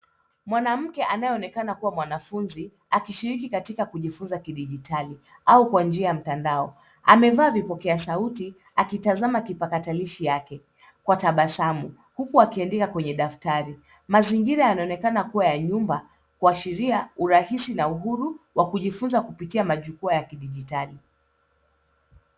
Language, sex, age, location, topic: Swahili, female, 25-35, Nairobi, education